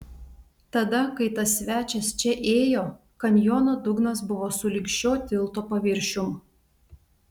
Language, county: Lithuanian, Telšiai